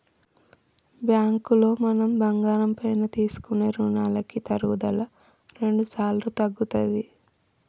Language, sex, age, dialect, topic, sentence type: Telugu, female, 31-35, Telangana, banking, statement